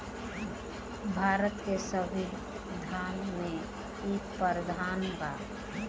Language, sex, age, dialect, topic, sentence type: Bhojpuri, female, <18, Southern / Standard, banking, statement